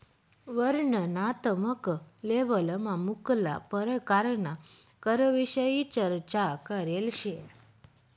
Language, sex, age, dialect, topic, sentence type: Marathi, female, 25-30, Northern Konkan, banking, statement